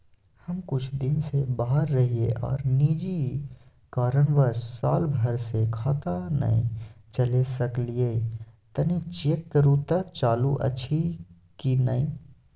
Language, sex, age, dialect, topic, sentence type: Maithili, male, 25-30, Bajjika, banking, question